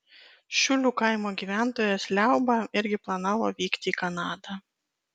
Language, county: Lithuanian, Kaunas